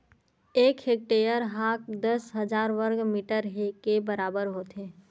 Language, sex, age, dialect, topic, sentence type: Chhattisgarhi, female, 25-30, Western/Budati/Khatahi, agriculture, statement